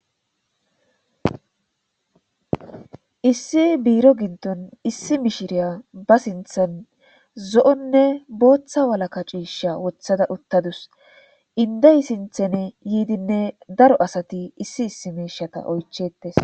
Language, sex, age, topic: Gamo, female, 18-24, government